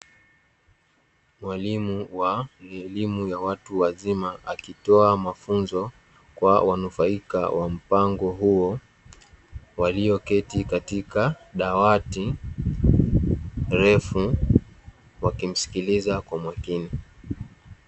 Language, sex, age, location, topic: Swahili, male, 18-24, Dar es Salaam, education